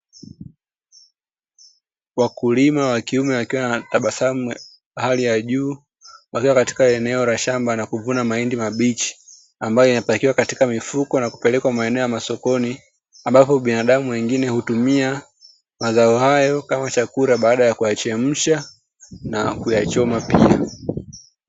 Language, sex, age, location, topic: Swahili, male, 25-35, Dar es Salaam, agriculture